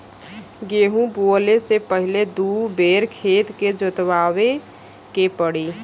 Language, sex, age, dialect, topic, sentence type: Bhojpuri, female, 18-24, Western, agriculture, statement